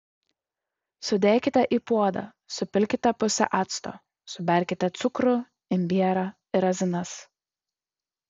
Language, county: Lithuanian, Utena